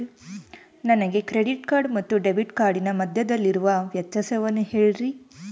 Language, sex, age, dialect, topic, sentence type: Kannada, female, 18-24, Central, banking, question